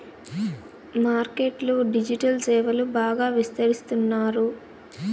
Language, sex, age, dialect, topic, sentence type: Telugu, female, 25-30, Southern, banking, statement